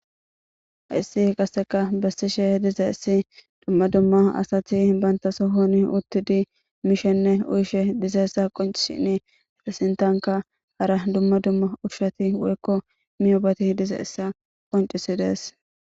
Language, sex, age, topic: Gamo, female, 18-24, government